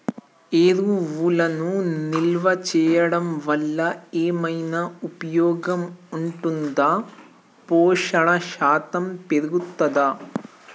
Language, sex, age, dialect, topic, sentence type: Telugu, male, 18-24, Telangana, agriculture, question